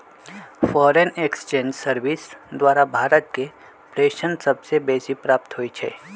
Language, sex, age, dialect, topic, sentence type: Magahi, male, 25-30, Western, banking, statement